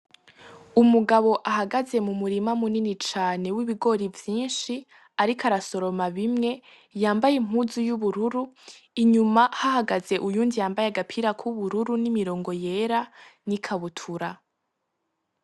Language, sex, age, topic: Rundi, female, 18-24, agriculture